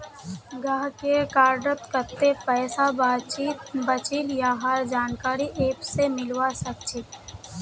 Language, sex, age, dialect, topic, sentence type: Magahi, male, 18-24, Northeastern/Surjapuri, banking, statement